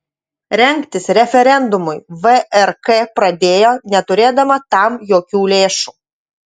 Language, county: Lithuanian, Utena